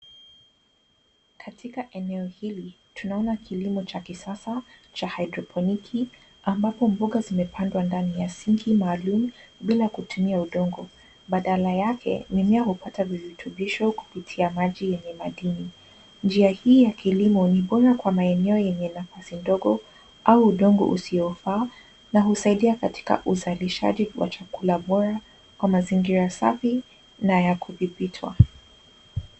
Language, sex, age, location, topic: Swahili, female, 18-24, Nairobi, agriculture